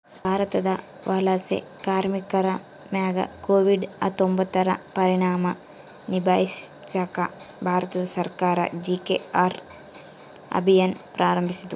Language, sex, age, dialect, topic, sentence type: Kannada, female, 18-24, Central, banking, statement